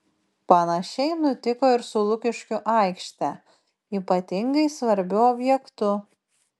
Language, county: Lithuanian, Panevėžys